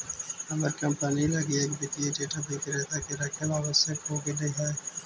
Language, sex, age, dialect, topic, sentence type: Magahi, male, 18-24, Central/Standard, agriculture, statement